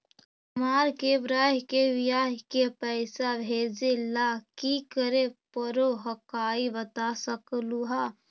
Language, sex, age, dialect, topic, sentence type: Magahi, female, 18-24, Central/Standard, banking, question